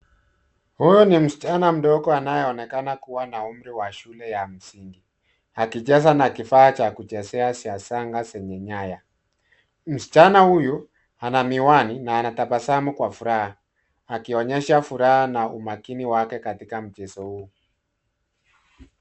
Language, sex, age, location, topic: Swahili, male, 36-49, Nairobi, education